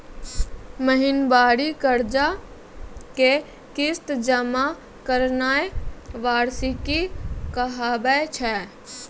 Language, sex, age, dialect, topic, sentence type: Maithili, female, 18-24, Angika, banking, statement